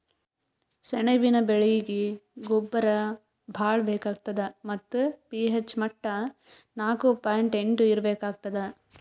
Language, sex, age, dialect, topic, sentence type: Kannada, female, 18-24, Northeastern, agriculture, statement